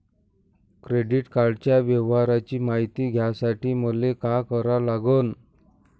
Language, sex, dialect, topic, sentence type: Marathi, male, Varhadi, banking, question